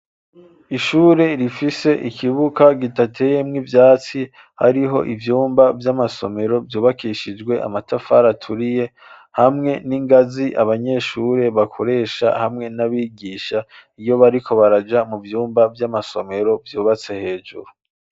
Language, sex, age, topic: Rundi, male, 25-35, education